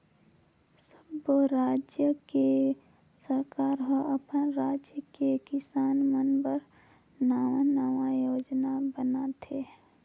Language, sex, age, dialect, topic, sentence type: Chhattisgarhi, female, 18-24, Northern/Bhandar, agriculture, statement